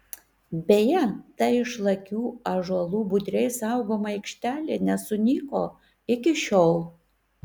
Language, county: Lithuanian, Kaunas